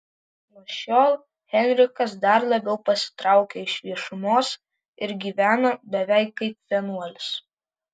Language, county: Lithuanian, Vilnius